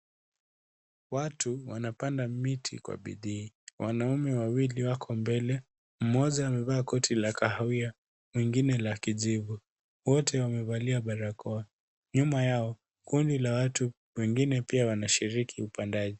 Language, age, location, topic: Swahili, 36-49, Nairobi, government